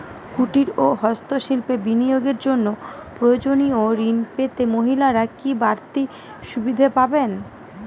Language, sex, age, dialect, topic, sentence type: Bengali, female, 18-24, Northern/Varendri, banking, question